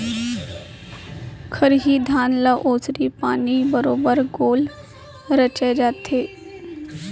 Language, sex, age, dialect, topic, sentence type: Chhattisgarhi, female, 18-24, Central, agriculture, statement